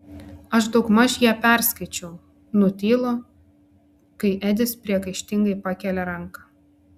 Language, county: Lithuanian, Klaipėda